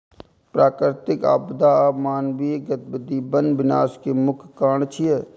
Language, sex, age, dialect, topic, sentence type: Maithili, male, 18-24, Eastern / Thethi, agriculture, statement